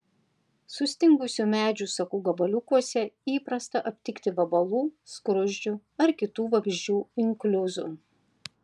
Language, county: Lithuanian, Panevėžys